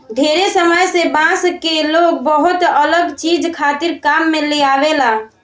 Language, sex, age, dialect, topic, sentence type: Bhojpuri, female, <18, Southern / Standard, agriculture, statement